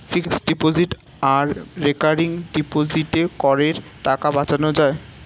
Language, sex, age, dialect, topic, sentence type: Bengali, male, 18-24, Standard Colloquial, banking, statement